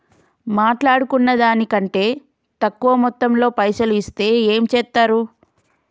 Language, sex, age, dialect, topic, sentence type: Telugu, female, 25-30, Telangana, banking, question